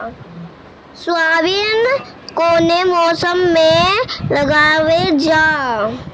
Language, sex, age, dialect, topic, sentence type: Bhojpuri, male, 31-35, Northern, agriculture, question